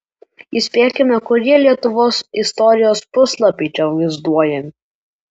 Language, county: Lithuanian, Alytus